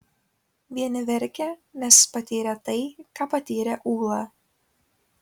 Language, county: Lithuanian, Kaunas